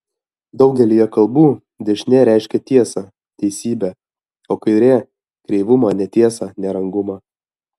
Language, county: Lithuanian, Alytus